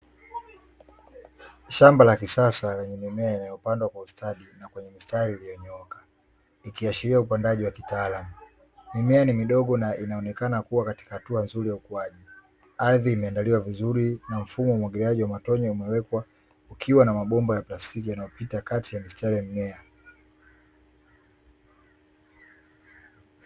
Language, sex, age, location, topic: Swahili, male, 25-35, Dar es Salaam, agriculture